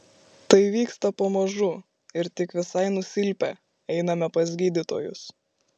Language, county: Lithuanian, Šiauliai